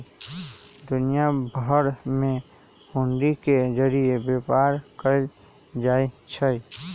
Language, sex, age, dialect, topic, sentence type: Magahi, male, 18-24, Western, banking, statement